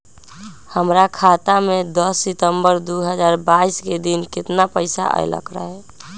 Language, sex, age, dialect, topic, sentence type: Magahi, female, 18-24, Western, banking, question